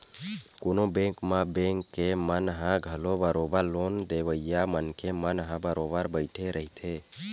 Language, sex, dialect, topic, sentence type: Chhattisgarhi, male, Western/Budati/Khatahi, banking, statement